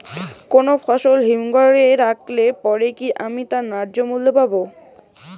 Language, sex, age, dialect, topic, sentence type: Bengali, female, 18-24, Rajbangshi, agriculture, question